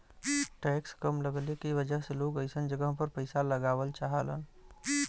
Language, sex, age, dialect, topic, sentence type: Bhojpuri, male, 31-35, Western, banking, statement